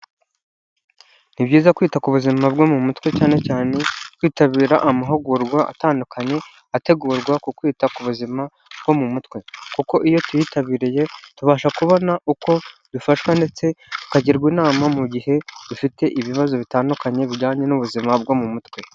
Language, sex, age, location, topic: Kinyarwanda, male, 25-35, Huye, health